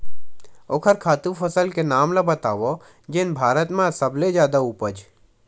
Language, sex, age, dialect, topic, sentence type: Chhattisgarhi, male, 18-24, Western/Budati/Khatahi, agriculture, question